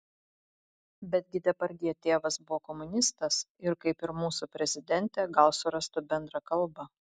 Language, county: Lithuanian, Vilnius